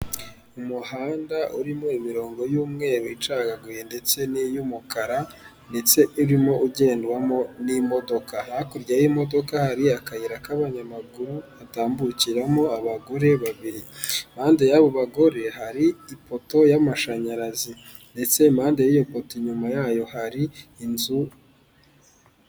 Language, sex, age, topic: Kinyarwanda, male, 25-35, government